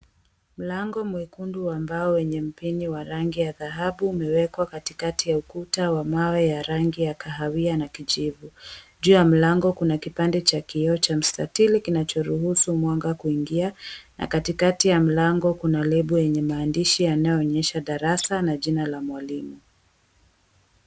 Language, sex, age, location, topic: Swahili, female, 18-24, Mombasa, education